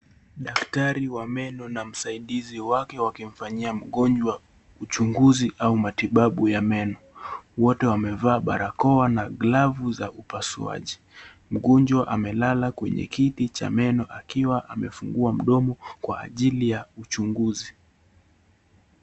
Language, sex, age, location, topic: Swahili, male, 18-24, Kisii, health